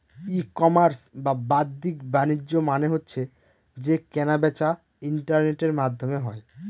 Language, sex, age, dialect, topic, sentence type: Bengali, male, 31-35, Northern/Varendri, banking, statement